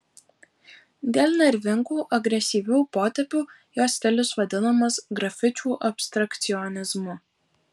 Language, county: Lithuanian, Alytus